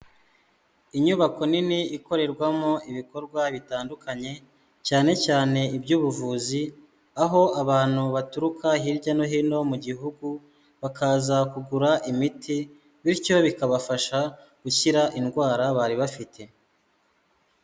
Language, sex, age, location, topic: Kinyarwanda, female, 18-24, Kigali, health